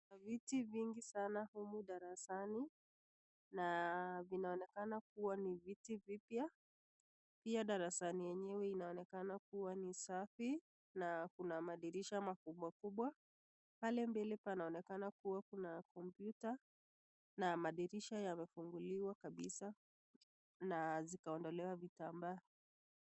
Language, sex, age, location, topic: Swahili, female, 25-35, Nakuru, education